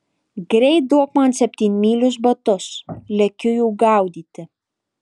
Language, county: Lithuanian, Alytus